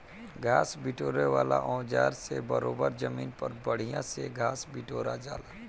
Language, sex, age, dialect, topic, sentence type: Bhojpuri, male, 18-24, Northern, agriculture, statement